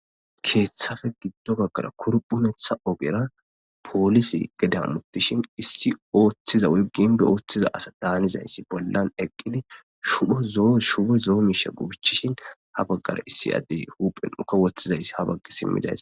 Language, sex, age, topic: Gamo, male, 25-35, government